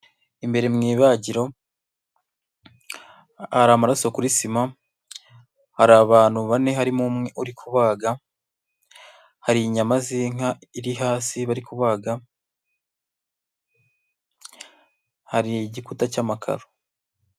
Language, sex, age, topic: Kinyarwanda, male, 25-35, agriculture